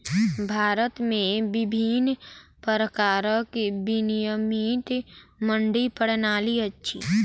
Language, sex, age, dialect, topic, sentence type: Maithili, female, 18-24, Southern/Standard, agriculture, statement